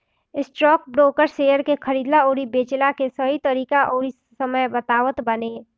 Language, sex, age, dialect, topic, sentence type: Bhojpuri, female, 18-24, Northern, banking, statement